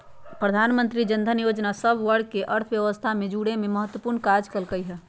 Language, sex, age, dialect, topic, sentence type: Magahi, female, 31-35, Western, banking, statement